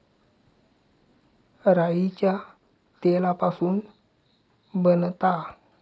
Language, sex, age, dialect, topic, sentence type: Marathi, male, 18-24, Southern Konkan, agriculture, statement